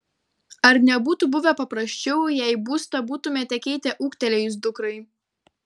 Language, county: Lithuanian, Kaunas